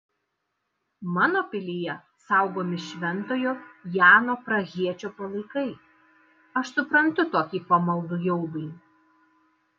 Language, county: Lithuanian, Kaunas